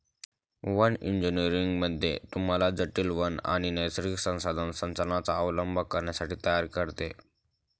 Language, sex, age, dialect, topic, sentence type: Marathi, male, 18-24, Northern Konkan, agriculture, statement